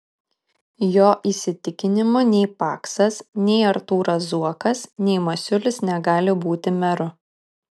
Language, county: Lithuanian, Kaunas